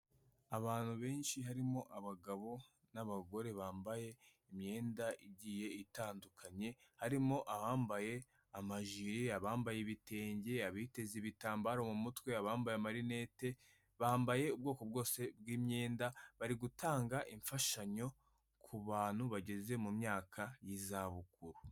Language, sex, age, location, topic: Kinyarwanda, female, 18-24, Kigali, health